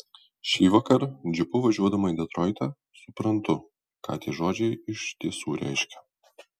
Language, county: Lithuanian, Alytus